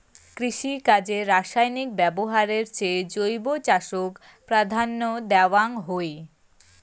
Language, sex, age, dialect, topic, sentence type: Bengali, female, 18-24, Rajbangshi, agriculture, statement